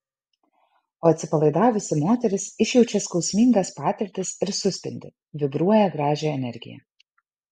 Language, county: Lithuanian, Kaunas